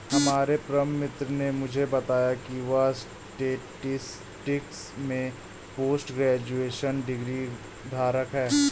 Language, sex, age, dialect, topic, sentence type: Hindi, male, 18-24, Awadhi Bundeli, banking, statement